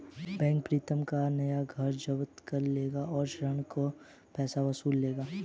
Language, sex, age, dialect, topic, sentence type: Hindi, male, 18-24, Hindustani Malvi Khadi Boli, banking, statement